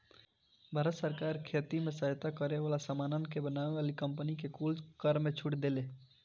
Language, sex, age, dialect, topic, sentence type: Bhojpuri, male, <18, Northern, agriculture, statement